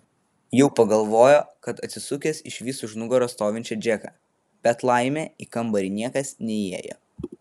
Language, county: Lithuanian, Vilnius